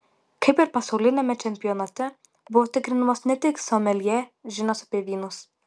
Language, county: Lithuanian, Vilnius